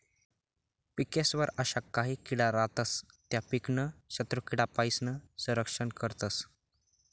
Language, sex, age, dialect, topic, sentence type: Marathi, male, 18-24, Northern Konkan, agriculture, statement